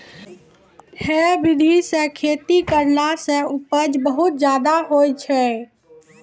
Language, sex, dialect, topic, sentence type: Maithili, female, Angika, agriculture, statement